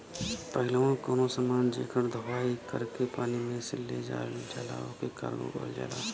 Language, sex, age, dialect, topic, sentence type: Bhojpuri, male, 25-30, Western, banking, statement